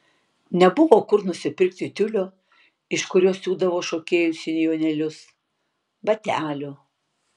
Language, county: Lithuanian, Tauragė